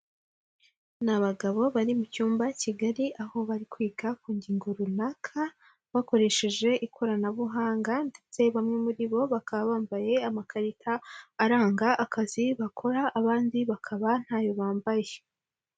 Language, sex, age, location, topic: Kinyarwanda, female, 18-24, Huye, education